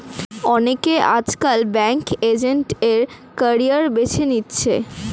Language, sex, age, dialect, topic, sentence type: Bengali, female, <18, Standard Colloquial, banking, statement